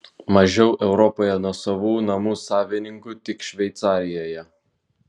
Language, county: Lithuanian, Vilnius